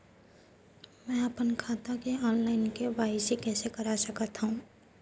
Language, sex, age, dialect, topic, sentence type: Chhattisgarhi, female, 56-60, Central, banking, question